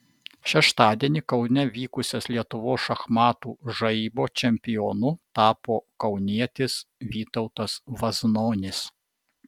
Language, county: Lithuanian, Vilnius